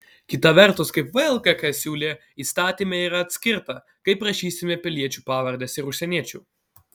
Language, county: Lithuanian, Alytus